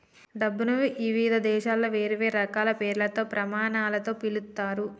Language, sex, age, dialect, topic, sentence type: Telugu, female, 36-40, Telangana, banking, statement